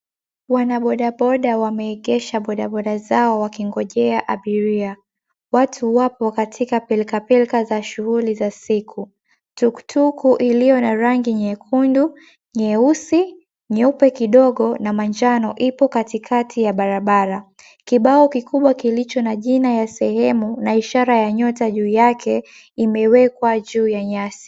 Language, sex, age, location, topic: Swahili, female, 18-24, Mombasa, government